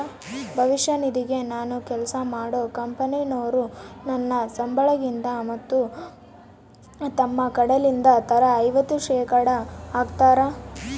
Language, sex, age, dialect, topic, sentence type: Kannada, female, 18-24, Central, banking, statement